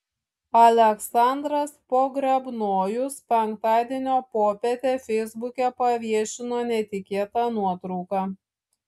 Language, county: Lithuanian, Šiauliai